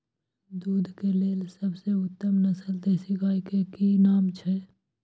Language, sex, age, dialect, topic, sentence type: Maithili, male, 18-24, Bajjika, agriculture, question